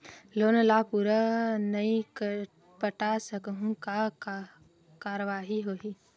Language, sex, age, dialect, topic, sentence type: Chhattisgarhi, female, 18-24, Western/Budati/Khatahi, banking, question